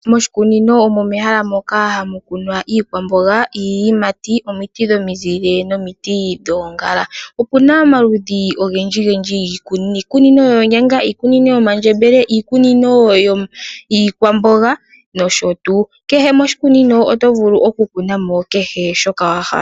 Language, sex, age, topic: Oshiwambo, female, 18-24, agriculture